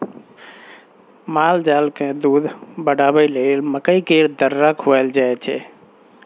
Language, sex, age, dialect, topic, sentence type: Maithili, female, 36-40, Bajjika, agriculture, statement